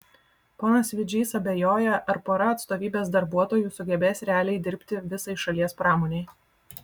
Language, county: Lithuanian, Vilnius